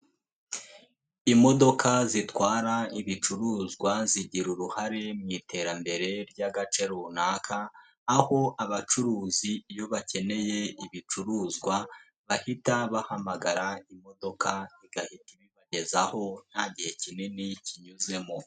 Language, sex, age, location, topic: Kinyarwanda, male, 18-24, Nyagatare, government